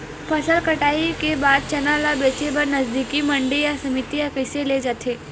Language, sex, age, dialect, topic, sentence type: Chhattisgarhi, female, 18-24, Western/Budati/Khatahi, agriculture, question